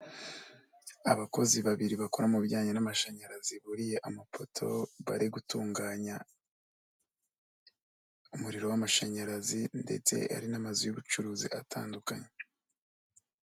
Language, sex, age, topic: Kinyarwanda, male, 25-35, government